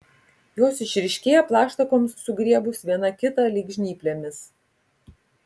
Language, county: Lithuanian, Kaunas